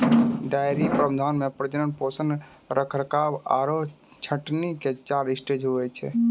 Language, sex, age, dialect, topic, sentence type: Maithili, male, 18-24, Angika, agriculture, statement